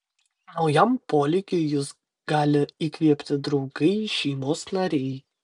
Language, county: Lithuanian, Vilnius